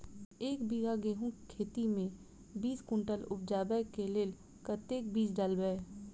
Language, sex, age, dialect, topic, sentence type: Maithili, female, 25-30, Southern/Standard, agriculture, question